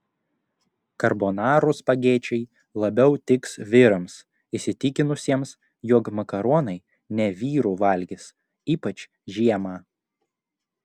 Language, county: Lithuanian, Klaipėda